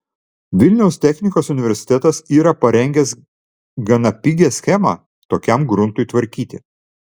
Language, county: Lithuanian, Vilnius